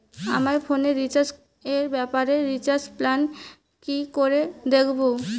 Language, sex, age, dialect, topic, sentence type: Bengali, female, 18-24, Rajbangshi, banking, question